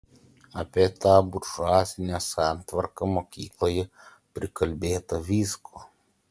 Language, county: Lithuanian, Utena